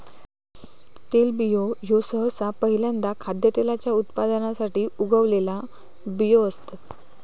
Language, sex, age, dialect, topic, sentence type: Marathi, female, 18-24, Southern Konkan, agriculture, statement